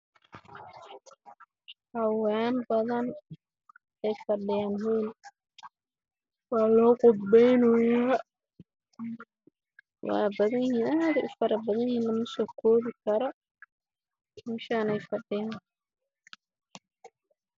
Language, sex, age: Somali, male, 18-24